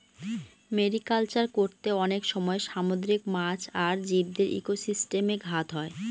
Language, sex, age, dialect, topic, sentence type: Bengali, female, 18-24, Northern/Varendri, agriculture, statement